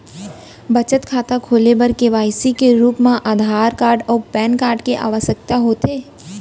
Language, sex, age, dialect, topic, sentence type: Chhattisgarhi, female, 18-24, Central, banking, statement